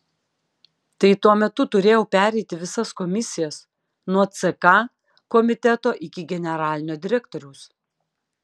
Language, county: Lithuanian, Klaipėda